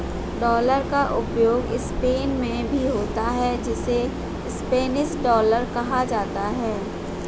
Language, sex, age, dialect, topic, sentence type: Hindi, female, 41-45, Hindustani Malvi Khadi Boli, banking, statement